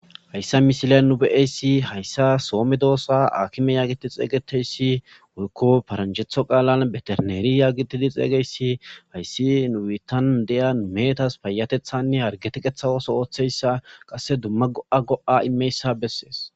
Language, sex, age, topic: Gamo, male, 18-24, agriculture